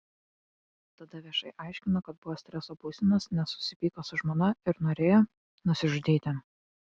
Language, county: Lithuanian, Kaunas